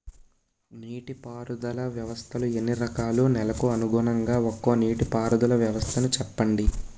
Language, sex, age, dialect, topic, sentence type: Telugu, male, 18-24, Utterandhra, agriculture, question